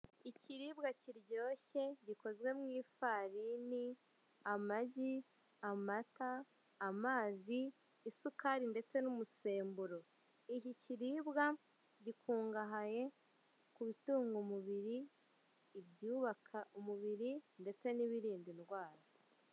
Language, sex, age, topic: Kinyarwanda, female, 25-35, finance